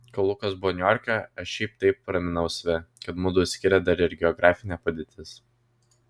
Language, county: Lithuanian, Vilnius